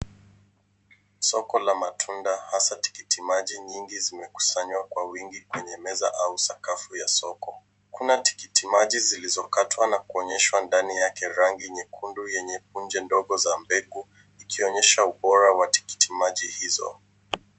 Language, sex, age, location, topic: Swahili, male, 25-35, Nairobi, finance